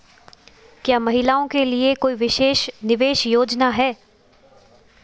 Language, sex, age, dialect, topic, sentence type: Hindi, female, 25-30, Marwari Dhudhari, banking, question